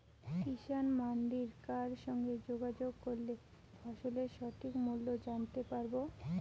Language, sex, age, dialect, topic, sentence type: Bengali, female, 18-24, Rajbangshi, agriculture, question